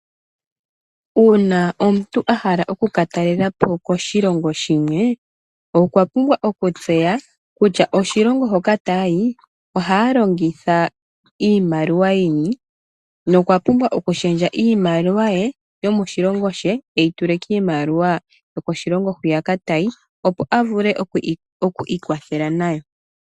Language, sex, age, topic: Oshiwambo, female, 25-35, finance